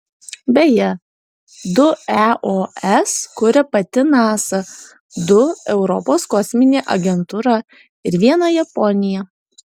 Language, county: Lithuanian, Alytus